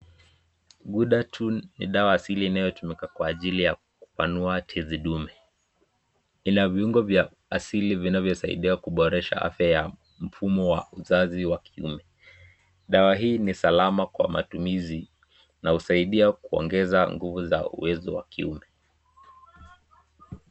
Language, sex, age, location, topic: Swahili, male, 18-24, Nakuru, health